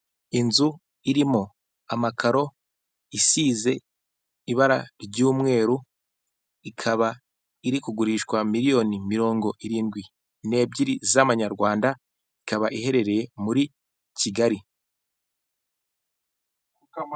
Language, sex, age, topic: Kinyarwanda, male, 18-24, finance